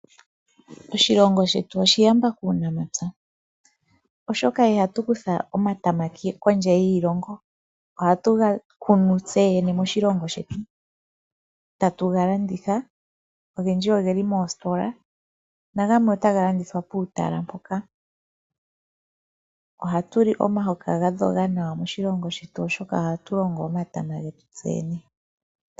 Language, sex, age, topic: Oshiwambo, female, 25-35, agriculture